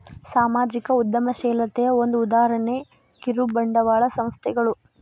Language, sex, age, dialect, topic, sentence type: Kannada, female, 18-24, Dharwad Kannada, banking, statement